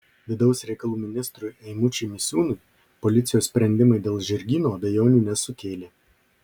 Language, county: Lithuanian, Marijampolė